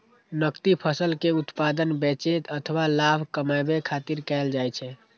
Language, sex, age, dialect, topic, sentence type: Maithili, male, 18-24, Eastern / Thethi, agriculture, statement